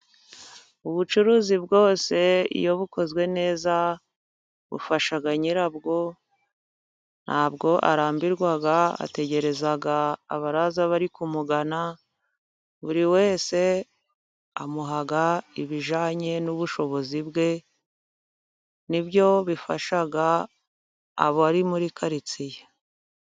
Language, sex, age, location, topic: Kinyarwanda, female, 50+, Musanze, agriculture